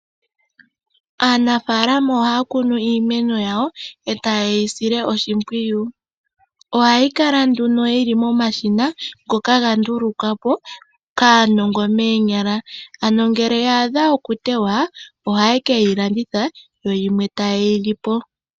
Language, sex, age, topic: Oshiwambo, female, 25-35, agriculture